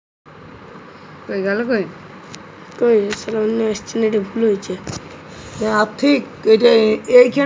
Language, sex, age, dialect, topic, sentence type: Bengali, male, 18-24, Jharkhandi, agriculture, statement